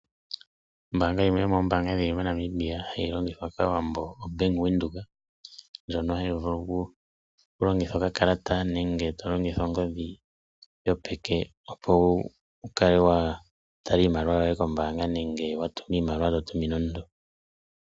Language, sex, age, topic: Oshiwambo, male, 25-35, finance